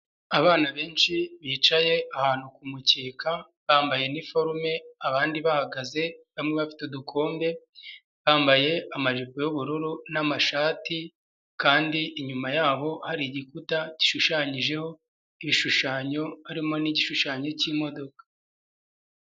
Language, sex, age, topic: Kinyarwanda, male, 25-35, education